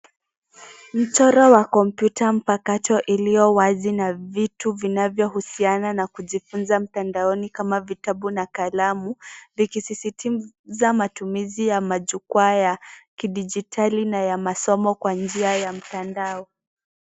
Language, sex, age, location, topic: Swahili, female, 18-24, Nairobi, education